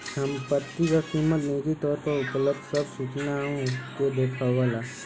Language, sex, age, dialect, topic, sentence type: Bhojpuri, male, 18-24, Western, banking, statement